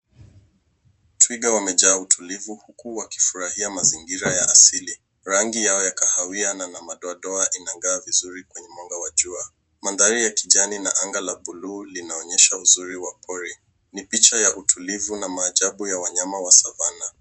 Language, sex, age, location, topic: Swahili, male, 18-24, Nairobi, government